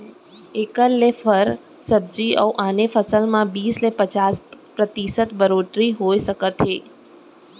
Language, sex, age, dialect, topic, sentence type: Chhattisgarhi, female, 18-24, Central, agriculture, statement